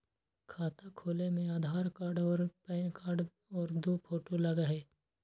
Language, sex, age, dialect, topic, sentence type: Magahi, male, 18-24, Western, banking, question